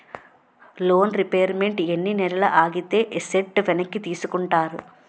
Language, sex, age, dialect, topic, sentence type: Telugu, female, 18-24, Utterandhra, banking, question